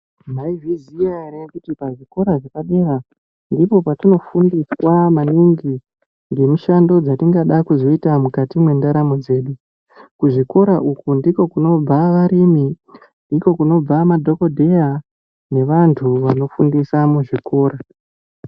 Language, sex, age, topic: Ndau, male, 18-24, education